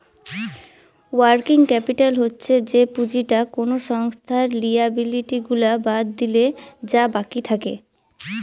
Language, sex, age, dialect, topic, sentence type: Bengali, female, 18-24, Northern/Varendri, banking, statement